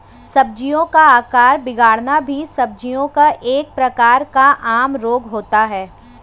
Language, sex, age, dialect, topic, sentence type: Hindi, female, 25-30, Hindustani Malvi Khadi Boli, agriculture, statement